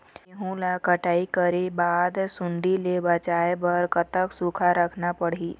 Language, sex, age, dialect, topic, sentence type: Chhattisgarhi, female, 25-30, Eastern, agriculture, question